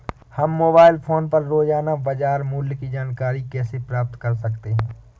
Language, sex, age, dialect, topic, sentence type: Hindi, female, 18-24, Awadhi Bundeli, agriculture, question